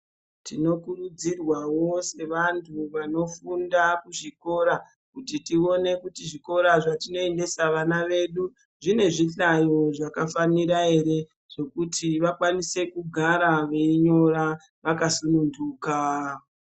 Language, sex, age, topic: Ndau, female, 25-35, education